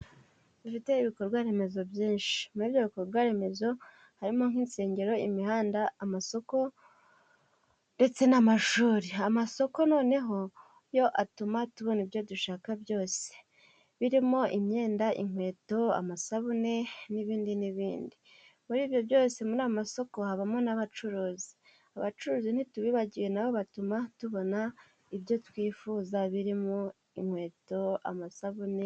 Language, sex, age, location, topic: Kinyarwanda, female, 18-24, Musanze, government